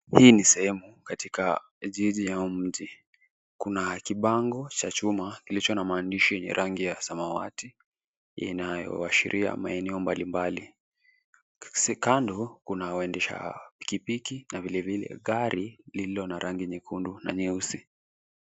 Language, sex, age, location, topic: Swahili, male, 18-24, Nairobi, government